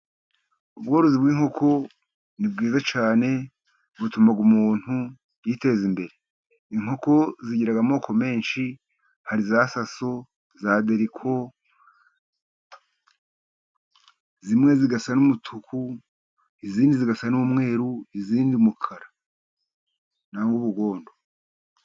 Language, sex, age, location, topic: Kinyarwanda, male, 50+, Musanze, agriculture